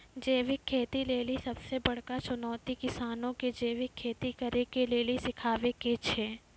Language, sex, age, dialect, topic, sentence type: Maithili, female, 25-30, Angika, agriculture, statement